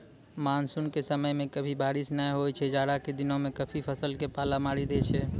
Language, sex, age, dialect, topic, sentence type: Maithili, male, 18-24, Angika, agriculture, statement